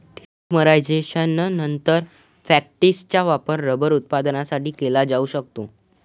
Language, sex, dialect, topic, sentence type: Marathi, male, Varhadi, agriculture, statement